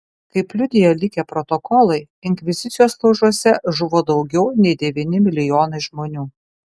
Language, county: Lithuanian, Kaunas